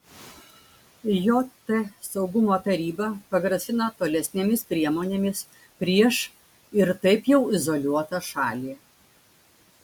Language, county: Lithuanian, Klaipėda